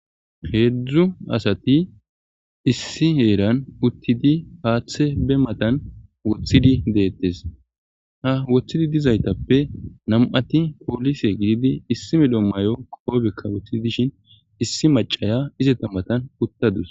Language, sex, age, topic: Gamo, male, 25-35, government